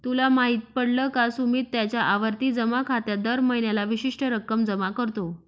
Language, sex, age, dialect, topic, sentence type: Marathi, female, 25-30, Northern Konkan, banking, statement